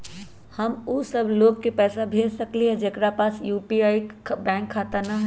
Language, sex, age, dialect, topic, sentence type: Magahi, male, 18-24, Western, banking, question